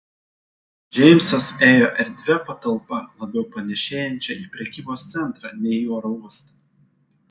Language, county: Lithuanian, Vilnius